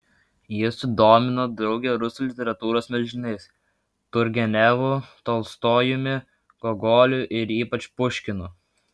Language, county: Lithuanian, Vilnius